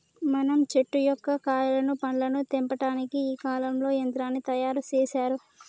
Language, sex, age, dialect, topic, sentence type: Telugu, male, 18-24, Telangana, agriculture, statement